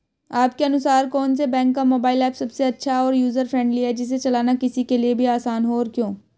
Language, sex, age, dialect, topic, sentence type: Hindi, male, 18-24, Hindustani Malvi Khadi Boli, banking, question